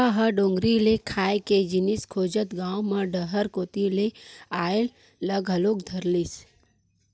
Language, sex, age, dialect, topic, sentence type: Chhattisgarhi, female, 41-45, Western/Budati/Khatahi, agriculture, statement